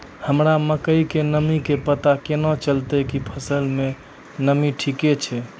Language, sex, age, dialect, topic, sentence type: Maithili, male, 18-24, Angika, agriculture, question